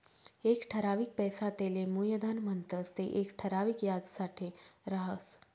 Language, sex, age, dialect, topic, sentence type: Marathi, female, 36-40, Northern Konkan, banking, statement